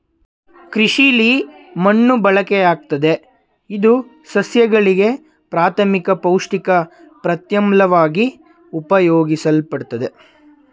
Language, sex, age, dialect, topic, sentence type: Kannada, male, 18-24, Mysore Kannada, agriculture, statement